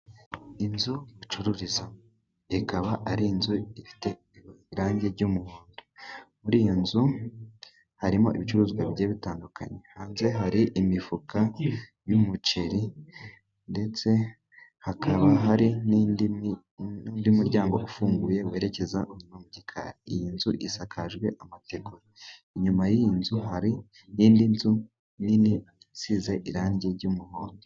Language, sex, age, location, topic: Kinyarwanda, male, 18-24, Musanze, finance